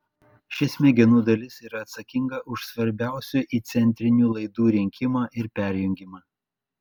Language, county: Lithuanian, Klaipėda